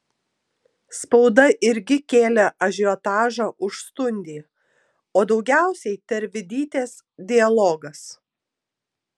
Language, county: Lithuanian, Tauragė